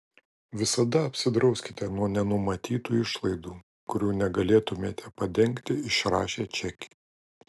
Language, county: Lithuanian, Kaunas